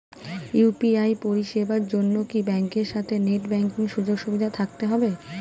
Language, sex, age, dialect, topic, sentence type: Bengali, female, 36-40, Standard Colloquial, banking, question